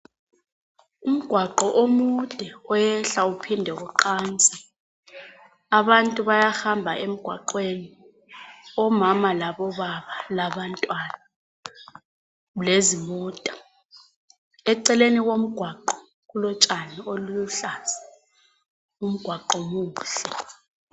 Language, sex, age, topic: North Ndebele, female, 25-35, education